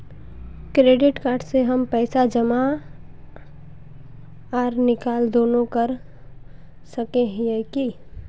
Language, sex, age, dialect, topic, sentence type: Magahi, female, 18-24, Northeastern/Surjapuri, banking, question